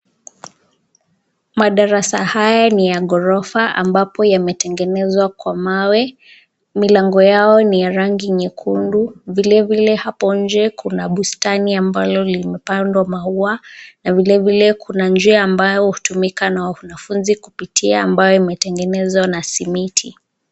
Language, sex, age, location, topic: Swahili, female, 18-24, Nakuru, education